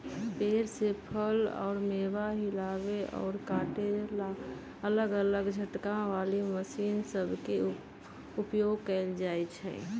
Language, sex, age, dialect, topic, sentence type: Magahi, female, 31-35, Western, agriculture, statement